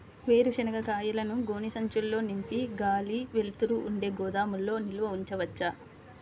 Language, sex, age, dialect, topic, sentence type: Telugu, female, 25-30, Central/Coastal, agriculture, question